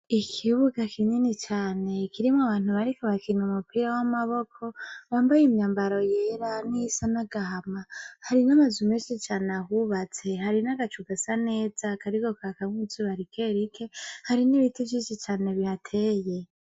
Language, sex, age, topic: Rundi, female, 25-35, education